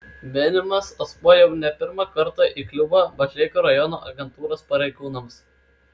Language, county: Lithuanian, Kaunas